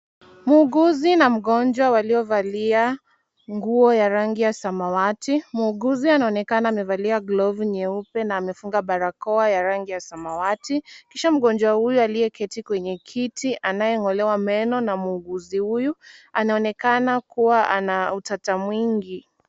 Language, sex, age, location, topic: Swahili, female, 18-24, Kisumu, health